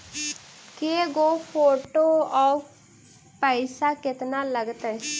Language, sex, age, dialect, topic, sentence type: Magahi, female, 18-24, Central/Standard, banking, question